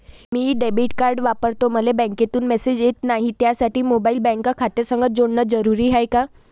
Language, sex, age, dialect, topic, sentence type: Marathi, female, 18-24, Varhadi, banking, question